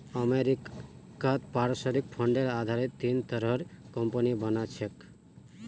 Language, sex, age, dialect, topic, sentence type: Magahi, male, 31-35, Northeastern/Surjapuri, banking, statement